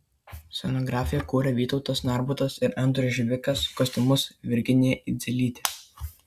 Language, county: Lithuanian, Kaunas